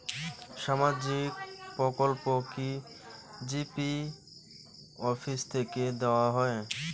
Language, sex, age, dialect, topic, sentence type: Bengali, male, 25-30, Rajbangshi, banking, question